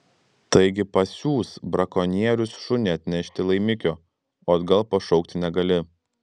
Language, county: Lithuanian, Klaipėda